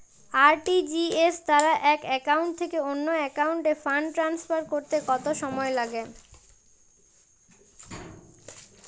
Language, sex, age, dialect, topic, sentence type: Bengali, male, 18-24, Jharkhandi, banking, question